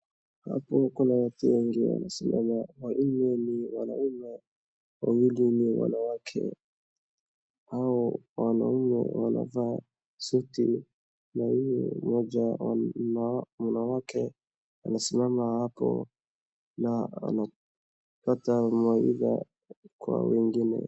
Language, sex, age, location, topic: Swahili, male, 18-24, Wajir, government